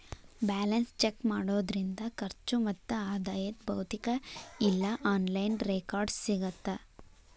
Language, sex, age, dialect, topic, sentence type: Kannada, female, 18-24, Dharwad Kannada, banking, statement